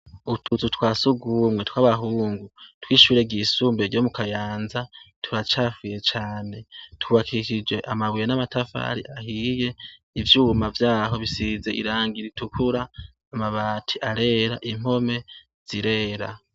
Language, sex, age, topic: Rundi, male, 18-24, education